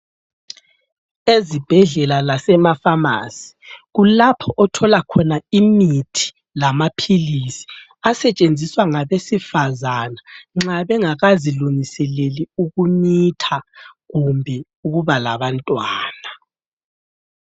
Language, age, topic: North Ndebele, 25-35, health